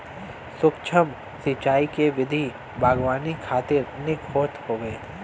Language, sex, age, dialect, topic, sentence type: Bhojpuri, male, 31-35, Western, agriculture, statement